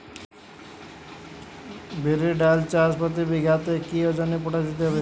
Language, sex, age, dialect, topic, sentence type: Bengali, male, 18-24, Jharkhandi, agriculture, question